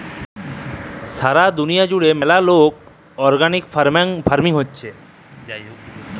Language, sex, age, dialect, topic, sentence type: Bengali, male, 25-30, Jharkhandi, agriculture, statement